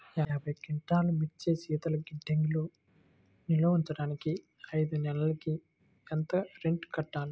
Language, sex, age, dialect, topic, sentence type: Telugu, male, 25-30, Central/Coastal, agriculture, question